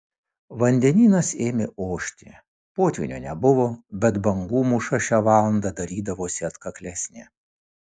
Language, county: Lithuanian, Vilnius